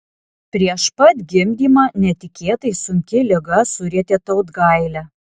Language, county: Lithuanian, Alytus